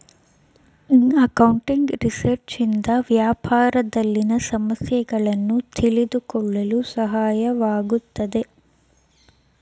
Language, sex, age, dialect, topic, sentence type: Kannada, female, 18-24, Mysore Kannada, banking, statement